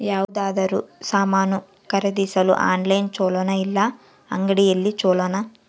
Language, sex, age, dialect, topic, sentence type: Kannada, female, 18-24, Central, agriculture, question